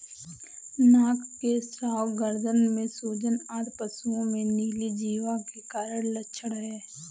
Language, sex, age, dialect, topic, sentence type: Hindi, female, 18-24, Awadhi Bundeli, agriculture, statement